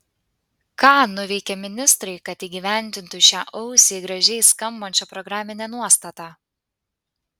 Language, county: Lithuanian, Panevėžys